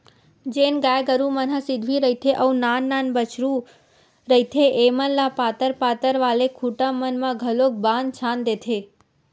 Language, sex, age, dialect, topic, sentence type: Chhattisgarhi, female, 18-24, Western/Budati/Khatahi, agriculture, statement